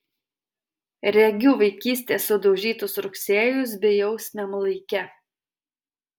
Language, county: Lithuanian, Alytus